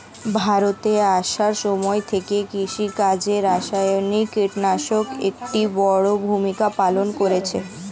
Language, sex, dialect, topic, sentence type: Bengali, female, Standard Colloquial, agriculture, statement